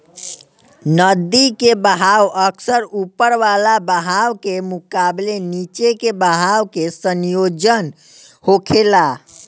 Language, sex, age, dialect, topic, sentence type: Bhojpuri, male, 18-24, Southern / Standard, agriculture, statement